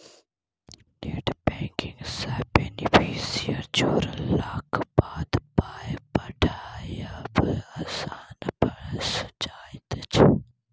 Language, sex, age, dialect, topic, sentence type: Maithili, male, 18-24, Bajjika, banking, statement